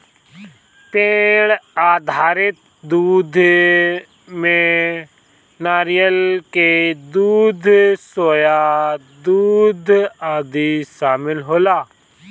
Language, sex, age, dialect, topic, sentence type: Bhojpuri, male, 25-30, Northern, agriculture, statement